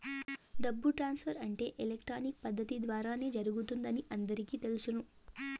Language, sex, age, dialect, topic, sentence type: Telugu, female, 18-24, Southern, banking, statement